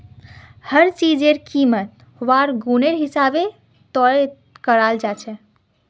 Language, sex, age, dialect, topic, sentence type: Magahi, female, 36-40, Northeastern/Surjapuri, banking, statement